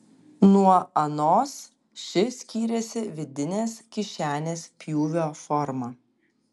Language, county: Lithuanian, Kaunas